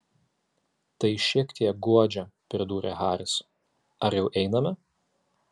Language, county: Lithuanian, Alytus